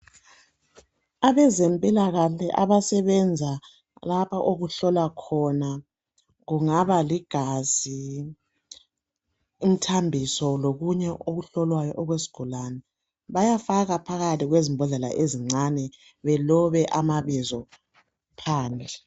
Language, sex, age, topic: North Ndebele, male, 25-35, health